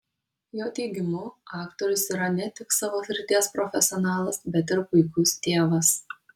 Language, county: Lithuanian, Kaunas